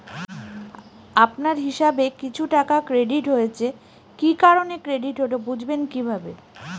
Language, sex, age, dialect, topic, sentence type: Bengali, female, 36-40, Northern/Varendri, banking, question